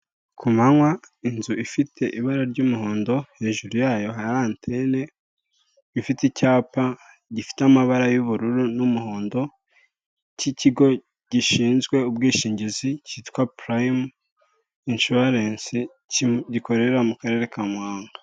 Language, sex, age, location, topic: Kinyarwanda, male, 18-24, Kigali, finance